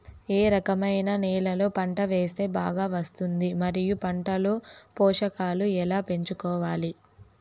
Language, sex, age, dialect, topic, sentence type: Telugu, male, 31-35, Southern, agriculture, question